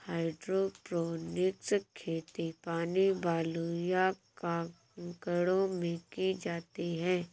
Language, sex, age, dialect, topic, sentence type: Hindi, female, 36-40, Awadhi Bundeli, agriculture, statement